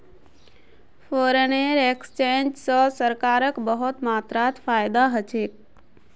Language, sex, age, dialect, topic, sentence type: Magahi, female, 18-24, Northeastern/Surjapuri, banking, statement